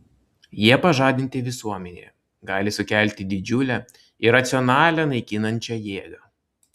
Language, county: Lithuanian, Klaipėda